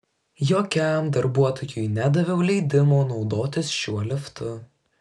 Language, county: Lithuanian, Kaunas